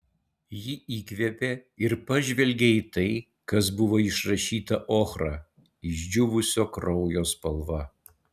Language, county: Lithuanian, Utena